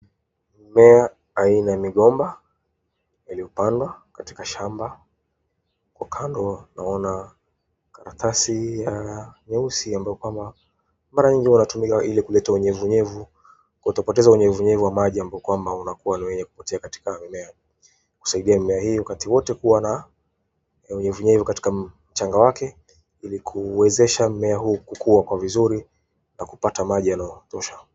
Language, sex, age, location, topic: Swahili, male, 25-35, Wajir, agriculture